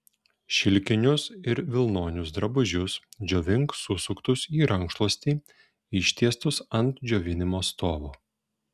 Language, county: Lithuanian, Šiauliai